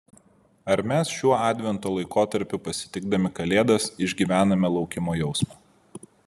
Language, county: Lithuanian, Vilnius